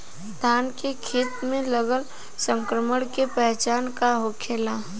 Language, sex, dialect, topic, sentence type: Bhojpuri, female, Western, agriculture, question